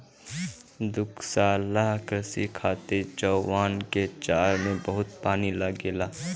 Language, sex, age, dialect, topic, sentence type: Bhojpuri, male, 18-24, Northern, agriculture, statement